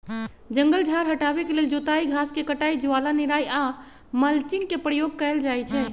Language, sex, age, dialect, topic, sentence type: Magahi, female, 56-60, Western, agriculture, statement